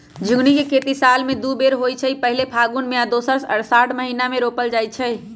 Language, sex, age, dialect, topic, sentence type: Magahi, female, 25-30, Western, agriculture, statement